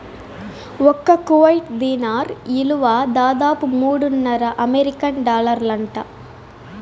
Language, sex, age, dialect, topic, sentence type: Telugu, female, 18-24, Southern, banking, statement